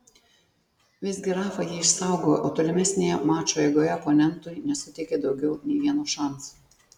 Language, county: Lithuanian, Tauragė